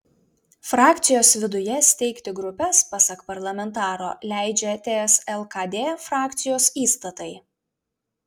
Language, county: Lithuanian, Vilnius